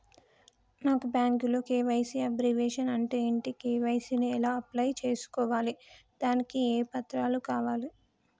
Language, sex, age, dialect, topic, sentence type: Telugu, male, 18-24, Telangana, banking, question